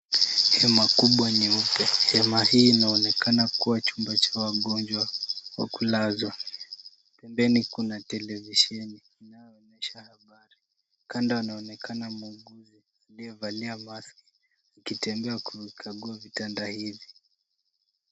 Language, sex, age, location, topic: Swahili, male, 18-24, Kisumu, health